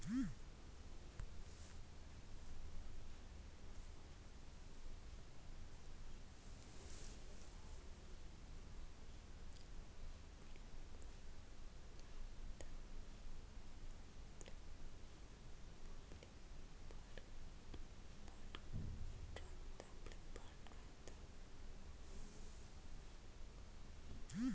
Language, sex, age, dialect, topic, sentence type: Kannada, female, 36-40, Mysore Kannada, banking, statement